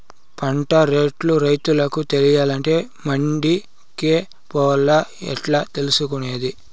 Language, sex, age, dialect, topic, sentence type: Telugu, male, 18-24, Southern, agriculture, question